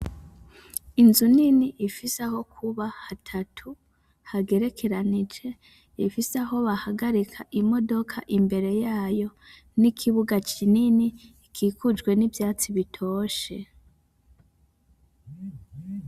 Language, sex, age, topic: Rundi, female, 25-35, education